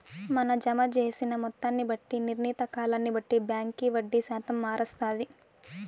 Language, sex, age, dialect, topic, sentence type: Telugu, female, 18-24, Southern, banking, statement